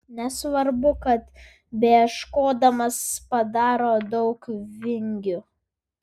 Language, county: Lithuanian, Vilnius